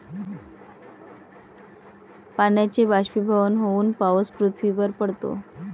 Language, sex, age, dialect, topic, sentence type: Marathi, female, 36-40, Varhadi, agriculture, statement